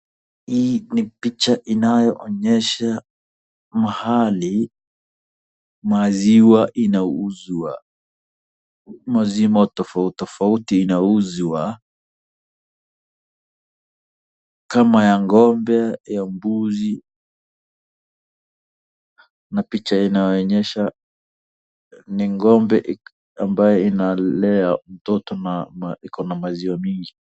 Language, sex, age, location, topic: Swahili, male, 25-35, Wajir, finance